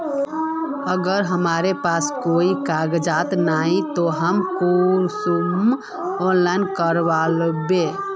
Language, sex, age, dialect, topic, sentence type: Magahi, female, 25-30, Northeastern/Surjapuri, banking, question